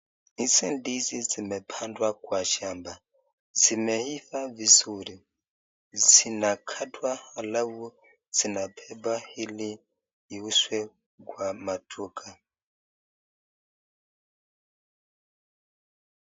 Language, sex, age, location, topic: Swahili, male, 25-35, Nakuru, agriculture